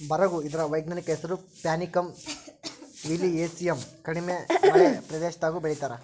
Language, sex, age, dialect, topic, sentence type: Kannada, male, 41-45, Central, agriculture, statement